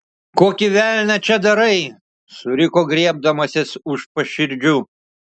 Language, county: Lithuanian, Šiauliai